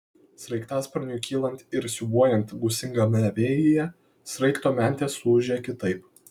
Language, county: Lithuanian, Kaunas